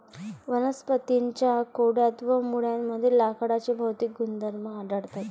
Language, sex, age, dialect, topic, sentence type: Marathi, female, 18-24, Varhadi, agriculture, statement